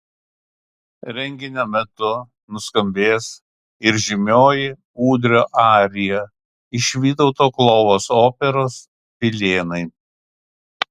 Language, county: Lithuanian, Kaunas